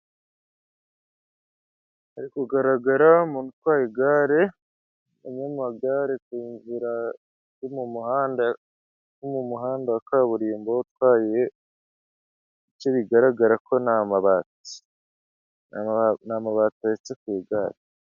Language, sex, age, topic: Kinyarwanda, male, 25-35, government